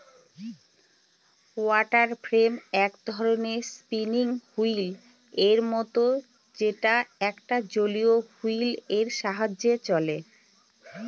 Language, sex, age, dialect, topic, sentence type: Bengali, female, 46-50, Northern/Varendri, agriculture, statement